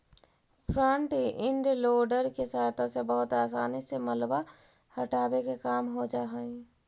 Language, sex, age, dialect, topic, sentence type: Magahi, female, 18-24, Central/Standard, banking, statement